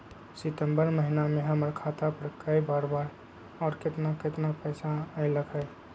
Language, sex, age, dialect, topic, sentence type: Magahi, male, 25-30, Western, banking, question